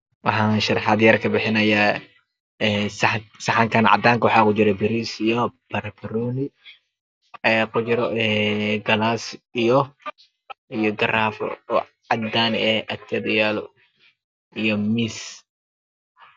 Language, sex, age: Somali, male, 25-35